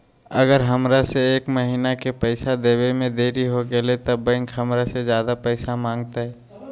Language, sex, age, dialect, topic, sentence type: Magahi, male, 25-30, Western, banking, question